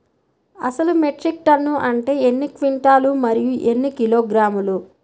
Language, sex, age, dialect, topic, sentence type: Telugu, female, 18-24, Central/Coastal, agriculture, question